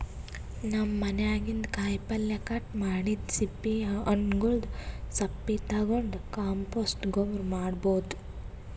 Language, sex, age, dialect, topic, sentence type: Kannada, female, 18-24, Northeastern, agriculture, statement